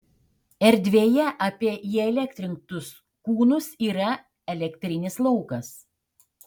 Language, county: Lithuanian, Šiauliai